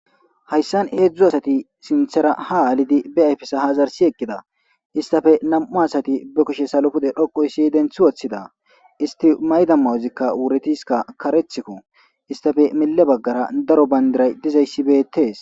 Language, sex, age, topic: Gamo, male, 25-35, government